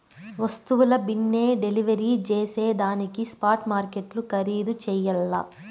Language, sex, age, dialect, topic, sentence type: Telugu, female, 25-30, Southern, banking, statement